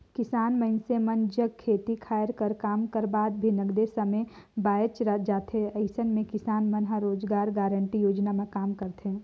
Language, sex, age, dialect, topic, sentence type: Chhattisgarhi, female, 18-24, Northern/Bhandar, agriculture, statement